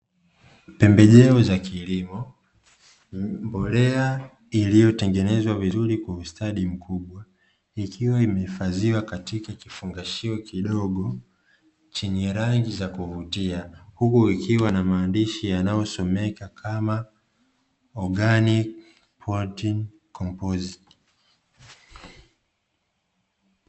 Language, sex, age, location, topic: Swahili, male, 25-35, Dar es Salaam, agriculture